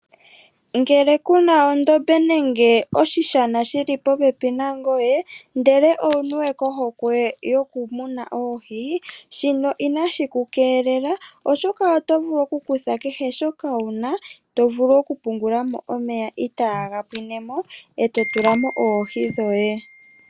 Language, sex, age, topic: Oshiwambo, female, 25-35, agriculture